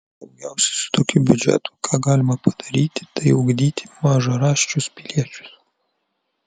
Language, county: Lithuanian, Vilnius